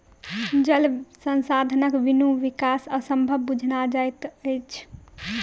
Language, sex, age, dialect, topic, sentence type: Maithili, female, 18-24, Southern/Standard, agriculture, statement